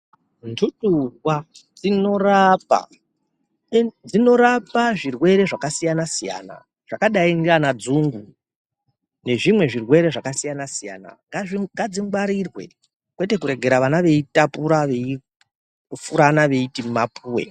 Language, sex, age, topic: Ndau, male, 36-49, health